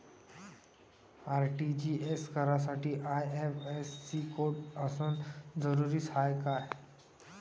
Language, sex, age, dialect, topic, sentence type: Marathi, male, 18-24, Varhadi, banking, question